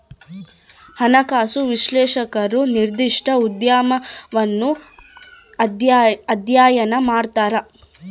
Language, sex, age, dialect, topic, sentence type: Kannada, female, 18-24, Central, banking, statement